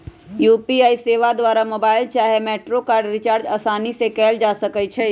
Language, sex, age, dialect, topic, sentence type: Magahi, female, 25-30, Western, banking, statement